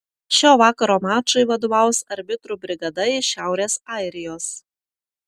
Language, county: Lithuanian, Telšiai